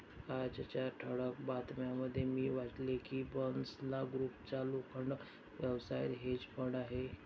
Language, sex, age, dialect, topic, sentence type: Marathi, male, 60-100, Standard Marathi, banking, statement